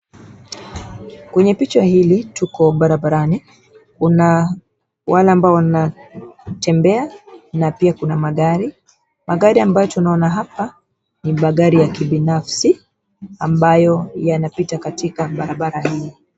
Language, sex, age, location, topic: Swahili, female, 25-35, Nairobi, government